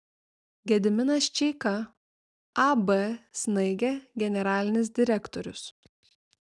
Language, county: Lithuanian, Vilnius